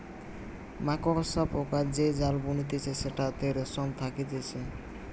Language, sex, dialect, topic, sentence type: Bengali, male, Western, agriculture, statement